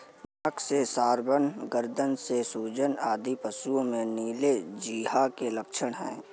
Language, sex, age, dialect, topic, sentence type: Hindi, male, 41-45, Awadhi Bundeli, agriculture, statement